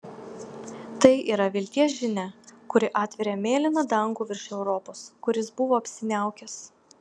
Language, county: Lithuanian, Vilnius